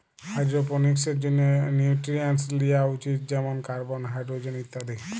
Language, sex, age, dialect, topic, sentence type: Bengali, male, 18-24, Western, agriculture, statement